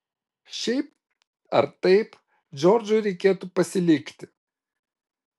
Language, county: Lithuanian, Vilnius